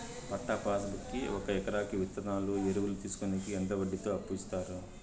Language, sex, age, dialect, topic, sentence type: Telugu, male, 41-45, Southern, agriculture, question